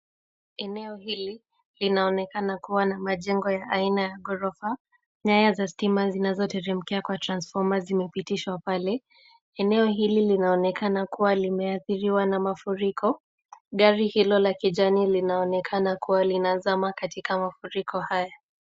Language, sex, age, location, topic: Swahili, female, 18-24, Kisumu, health